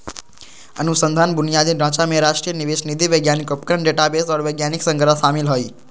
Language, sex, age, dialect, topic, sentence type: Magahi, male, 25-30, Southern, banking, statement